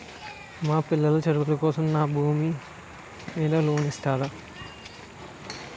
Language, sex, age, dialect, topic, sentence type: Telugu, male, 18-24, Utterandhra, banking, question